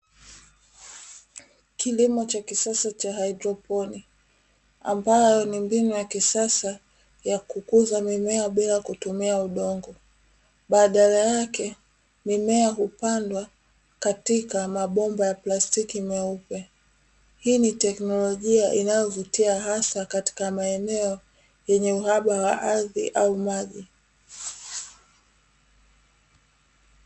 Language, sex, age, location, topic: Swahili, female, 18-24, Dar es Salaam, agriculture